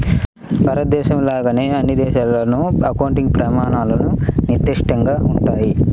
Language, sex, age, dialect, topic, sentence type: Telugu, male, 25-30, Central/Coastal, banking, statement